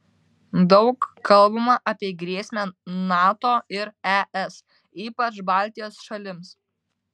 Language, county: Lithuanian, Vilnius